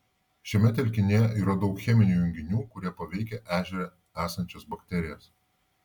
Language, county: Lithuanian, Vilnius